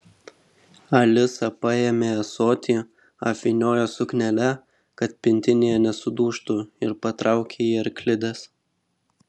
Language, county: Lithuanian, Vilnius